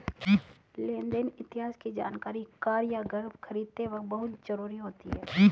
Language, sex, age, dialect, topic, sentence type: Hindi, female, 36-40, Hindustani Malvi Khadi Boli, banking, statement